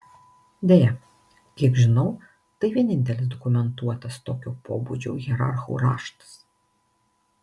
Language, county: Lithuanian, Marijampolė